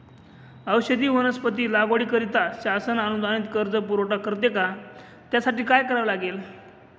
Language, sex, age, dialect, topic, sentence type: Marathi, male, 25-30, Northern Konkan, agriculture, question